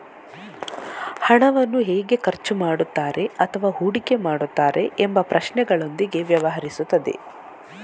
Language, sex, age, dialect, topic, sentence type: Kannada, female, 41-45, Coastal/Dakshin, banking, statement